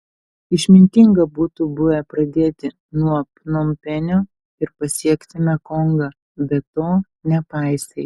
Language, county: Lithuanian, Telšiai